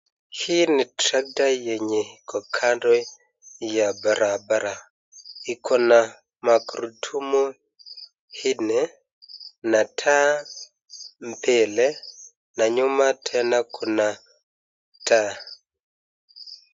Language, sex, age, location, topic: Swahili, male, 36-49, Nakuru, finance